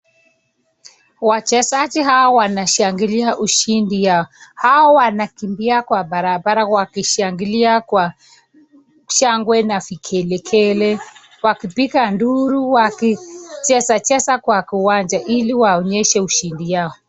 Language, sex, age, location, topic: Swahili, male, 25-35, Nakuru, government